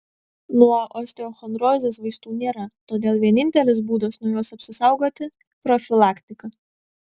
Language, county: Lithuanian, Vilnius